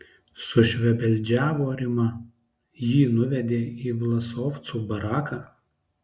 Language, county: Lithuanian, Alytus